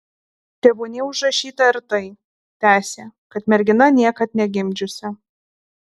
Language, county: Lithuanian, Alytus